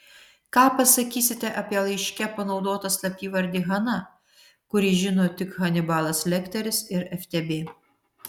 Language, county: Lithuanian, Vilnius